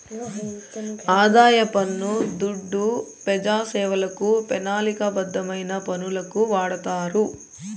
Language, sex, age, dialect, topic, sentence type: Telugu, female, 31-35, Southern, banking, statement